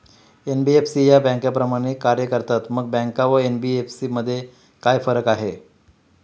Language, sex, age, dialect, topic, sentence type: Marathi, male, 56-60, Standard Marathi, banking, question